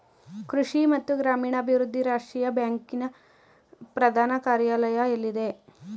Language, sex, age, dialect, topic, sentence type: Kannada, female, 18-24, Mysore Kannada, agriculture, question